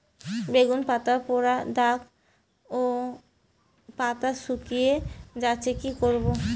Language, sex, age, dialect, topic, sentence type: Bengali, female, 18-24, Rajbangshi, agriculture, question